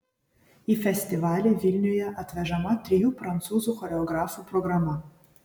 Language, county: Lithuanian, Vilnius